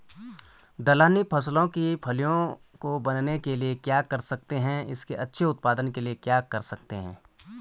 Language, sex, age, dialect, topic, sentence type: Hindi, male, 31-35, Garhwali, agriculture, question